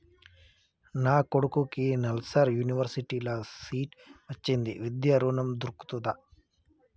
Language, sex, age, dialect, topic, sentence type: Telugu, male, 25-30, Telangana, banking, question